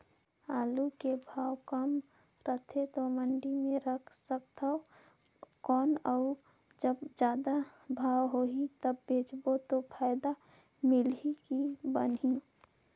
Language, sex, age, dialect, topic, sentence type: Chhattisgarhi, female, 18-24, Northern/Bhandar, agriculture, question